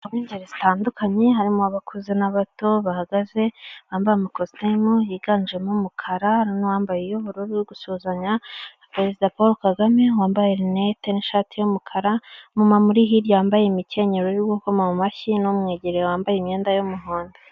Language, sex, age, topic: Kinyarwanda, female, 25-35, government